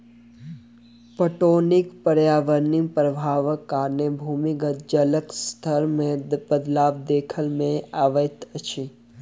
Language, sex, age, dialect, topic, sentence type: Maithili, male, 18-24, Southern/Standard, agriculture, statement